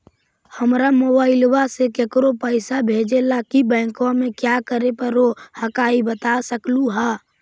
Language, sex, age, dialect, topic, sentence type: Magahi, male, 51-55, Central/Standard, banking, question